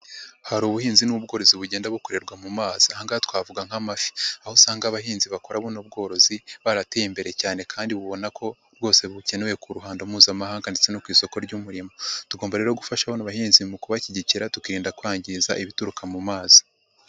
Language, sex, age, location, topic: Kinyarwanda, female, 50+, Nyagatare, agriculture